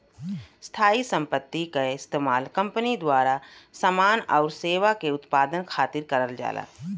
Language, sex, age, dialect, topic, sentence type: Bhojpuri, female, 36-40, Western, banking, statement